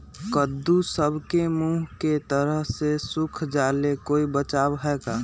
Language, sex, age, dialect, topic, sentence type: Magahi, male, 18-24, Western, agriculture, question